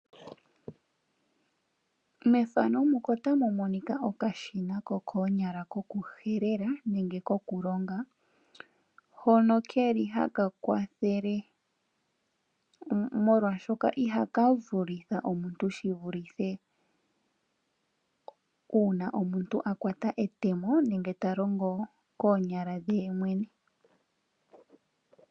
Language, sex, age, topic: Oshiwambo, female, 18-24, agriculture